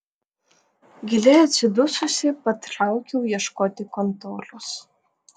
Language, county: Lithuanian, Vilnius